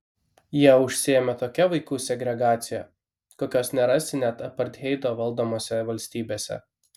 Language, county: Lithuanian, Kaunas